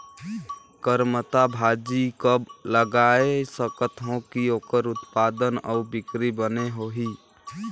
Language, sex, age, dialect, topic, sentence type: Chhattisgarhi, male, 18-24, Northern/Bhandar, agriculture, question